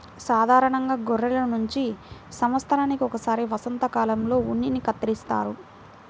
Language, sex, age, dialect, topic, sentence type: Telugu, female, 18-24, Central/Coastal, agriculture, statement